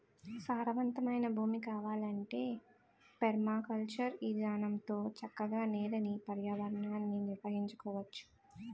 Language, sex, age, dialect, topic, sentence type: Telugu, female, 18-24, Utterandhra, agriculture, statement